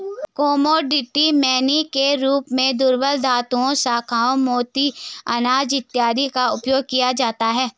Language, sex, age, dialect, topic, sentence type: Hindi, female, 56-60, Garhwali, banking, statement